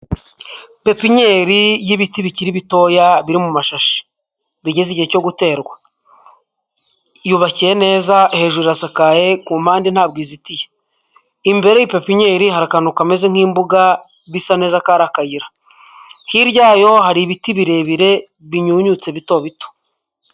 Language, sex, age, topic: Kinyarwanda, male, 25-35, agriculture